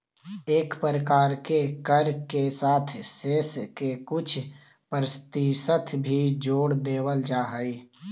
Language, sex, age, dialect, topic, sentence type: Magahi, male, 18-24, Central/Standard, banking, statement